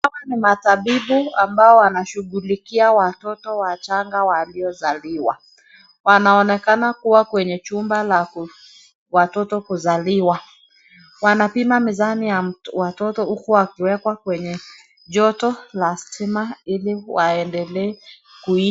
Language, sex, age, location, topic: Swahili, female, 25-35, Nakuru, health